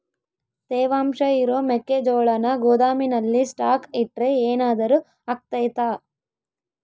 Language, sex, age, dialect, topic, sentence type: Kannada, female, 18-24, Central, agriculture, question